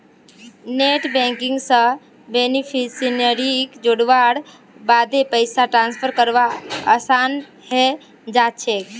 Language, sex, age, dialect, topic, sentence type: Magahi, female, 18-24, Northeastern/Surjapuri, banking, statement